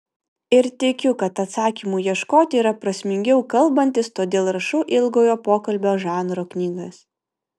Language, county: Lithuanian, Vilnius